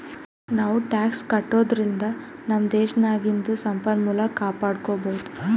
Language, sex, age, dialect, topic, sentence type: Kannada, female, 18-24, Northeastern, banking, statement